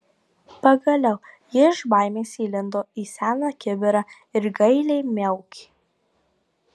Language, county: Lithuanian, Marijampolė